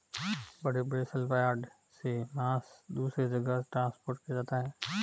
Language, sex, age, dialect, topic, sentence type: Hindi, male, 36-40, Marwari Dhudhari, agriculture, statement